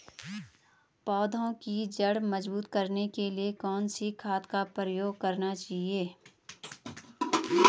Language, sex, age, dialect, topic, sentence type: Hindi, female, 25-30, Garhwali, agriculture, question